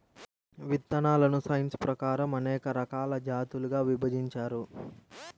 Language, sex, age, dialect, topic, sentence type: Telugu, male, 18-24, Central/Coastal, agriculture, statement